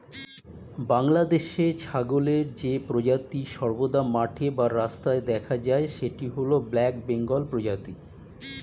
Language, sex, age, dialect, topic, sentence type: Bengali, male, 51-55, Standard Colloquial, agriculture, statement